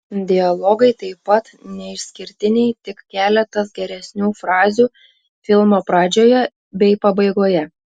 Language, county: Lithuanian, Klaipėda